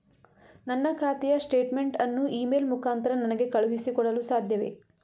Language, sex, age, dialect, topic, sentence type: Kannada, female, 25-30, Mysore Kannada, banking, question